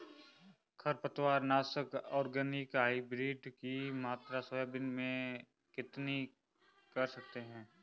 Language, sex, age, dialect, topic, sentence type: Hindi, male, 25-30, Marwari Dhudhari, agriculture, question